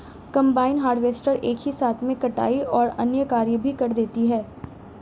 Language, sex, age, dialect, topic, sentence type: Hindi, female, 36-40, Marwari Dhudhari, agriculture, statement